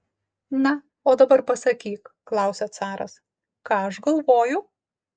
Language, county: Lithuanian, Utena